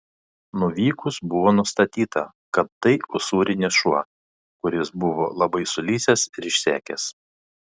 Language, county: Lithuanian, Panevėžys